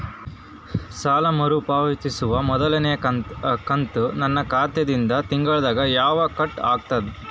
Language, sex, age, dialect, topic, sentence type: Kannada, female, 25-30, Northeastern, banking, question